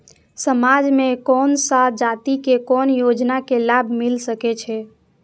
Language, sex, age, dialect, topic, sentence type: Maithili, female, 18-24, Eastern / Thethi, banking, question